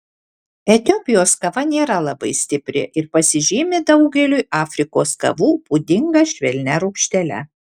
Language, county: Lithuanian, Alytus